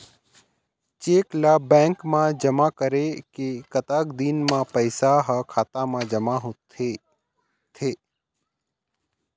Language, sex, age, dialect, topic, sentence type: Chhattisgarhi, male, 31-35, Eastern, banking, question